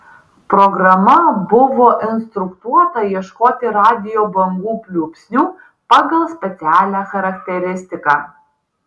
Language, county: Lithuanian, Vilnius